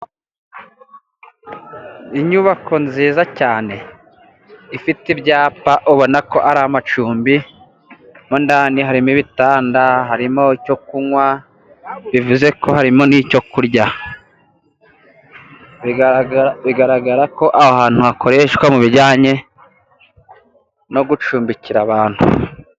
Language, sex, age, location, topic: Kinyarwanda, male, 18-24, Musanze, finance